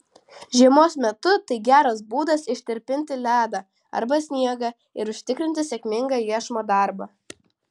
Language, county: Lithuanian, Vilnius